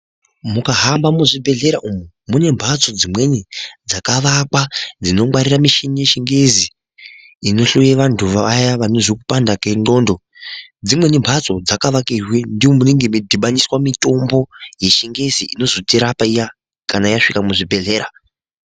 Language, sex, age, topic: Ndau, male, 18-24, health